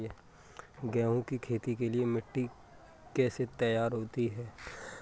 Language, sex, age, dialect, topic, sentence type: Hindi, male, 18-24, Kanauji Braj Bhasha, agriculture, question